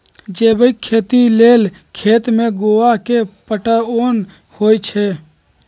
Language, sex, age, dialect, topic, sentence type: Magahi, male, 18-24, Western, agriculture, statement